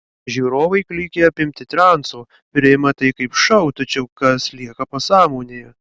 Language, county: Lithuanian, Kaunas